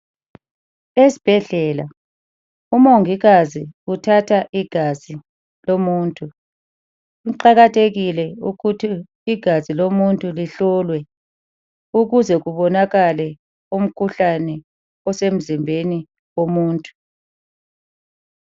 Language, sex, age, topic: North Ndebele, female, 18-24, health